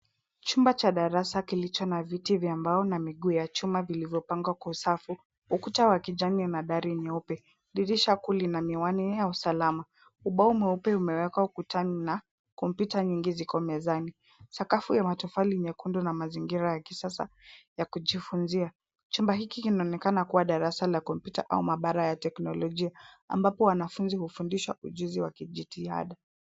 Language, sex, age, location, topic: Swahili, female, 18-24, Kisumu, education